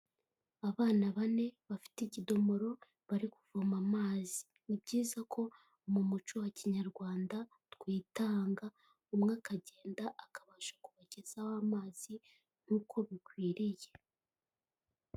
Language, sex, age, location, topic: Kinyarwanda, female, 18-24, Kigali, health